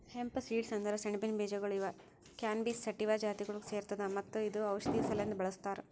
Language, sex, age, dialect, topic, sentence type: Kannada, female, 18-24, Northeastern, agriculture, statement